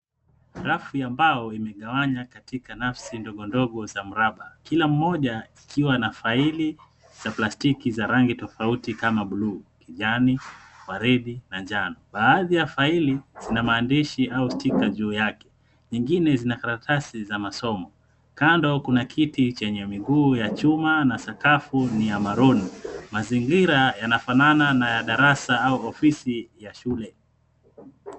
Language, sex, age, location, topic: Swahili, male, 25-35, Mombasa, education